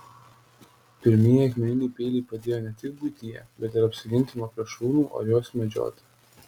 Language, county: Lithuanian, Telšiai